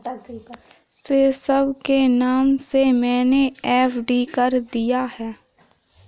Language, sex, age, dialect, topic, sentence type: Hindi, female, 18-24, Kanauji Braj Bhasha, banking, statement